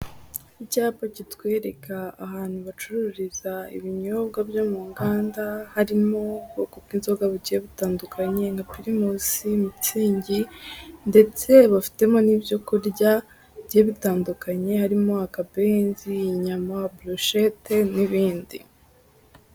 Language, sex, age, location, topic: Kinyarwanda, female, 18-24, Musanze, finance